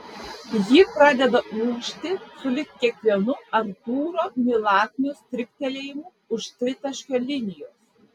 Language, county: Lithuanian, Vilnius